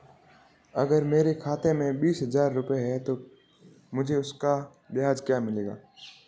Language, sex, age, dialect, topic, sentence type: Hindi, male, 36-40, Marwari Dhudhari, banking, question